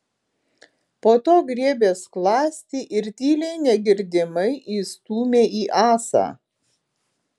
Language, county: Lithuanian, Alytus